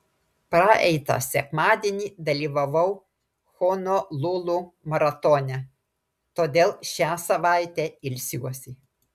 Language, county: Lithuanian, Klaipėda